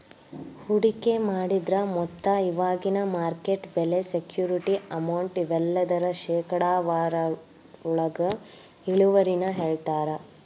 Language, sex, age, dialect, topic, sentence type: Kannada, female, 18-24, Dharwad Kannada, banking, statement